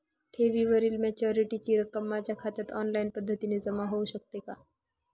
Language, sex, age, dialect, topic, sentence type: Marathi, male, 18-24, Northern Konkan, banking, question